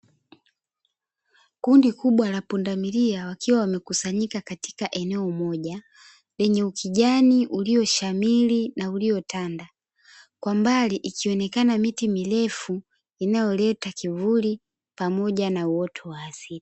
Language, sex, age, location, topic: Swahili, female, 25-35, Dar es Salaam, agriculture